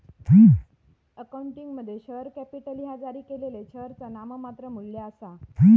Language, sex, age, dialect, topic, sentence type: Marathi, female, 60-100, Southern Konkan, banking, statement